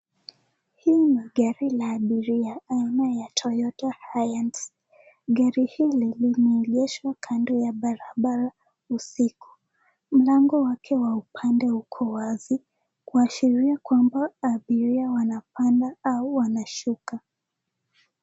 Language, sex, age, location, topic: Swahili, female, 18-24, Nakuru, finance